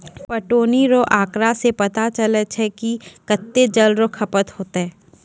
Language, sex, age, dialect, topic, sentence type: Maithili, female, 18-24, Angika, agriculture, statement